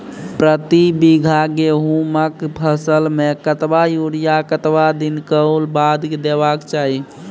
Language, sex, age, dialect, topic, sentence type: Maithili, male, 18-24, Angika, agriculture, question